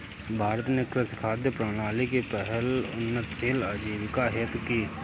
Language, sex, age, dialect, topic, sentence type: Hindi, male, 41-45, Awadhi Bundeli, agriculture, statement